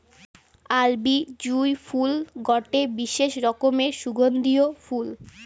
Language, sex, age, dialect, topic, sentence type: Bengali, female, 18-24, Western, agriculture, statement